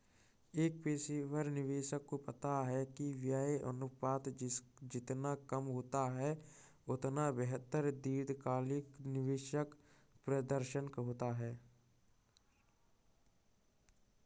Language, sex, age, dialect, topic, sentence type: Hindi, male, 36-40, Kanauji Braj Bhasha, banking, statement